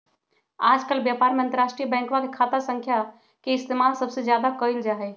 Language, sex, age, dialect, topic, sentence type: Magahi, female, 36-40, Western, banking, statement